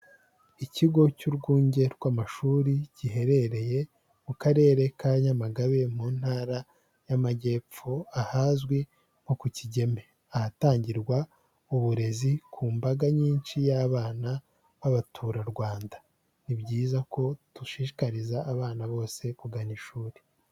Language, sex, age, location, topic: Kinyarwanda, male, 18-24, Huye, education